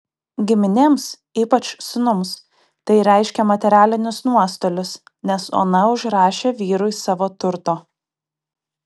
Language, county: Lithuanian, Kaunas